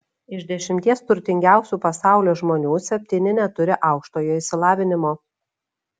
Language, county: Lithuanian, Šiauliai